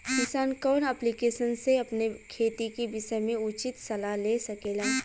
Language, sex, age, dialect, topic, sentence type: Bhojpuri, female, 18-24, Western, agriculture, question